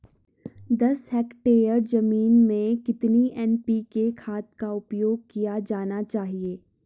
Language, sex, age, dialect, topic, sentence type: Hindi, female, 41-45, Garhwali, agriculture, question